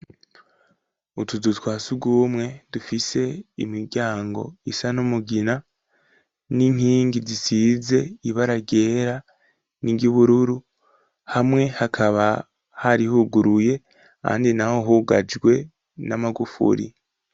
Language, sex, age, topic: Rundi, male, 18-24, education